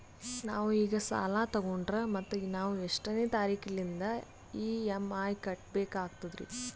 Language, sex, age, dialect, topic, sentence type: Kannada, female, 18-24, Northeastern, banking, question